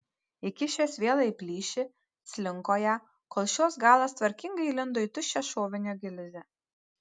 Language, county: Lithuanian, Panevėžys